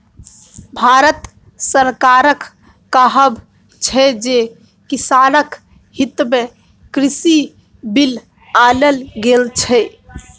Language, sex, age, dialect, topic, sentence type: Maithili, female, 18-24, Bajjika, agriculture, statement